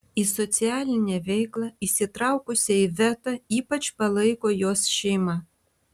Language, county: Lithuanian, Vilnius